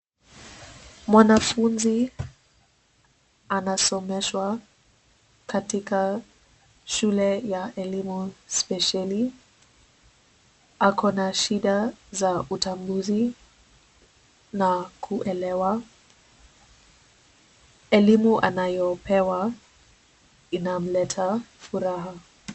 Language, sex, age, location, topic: Swahili, female, 18-24, Nairobi, education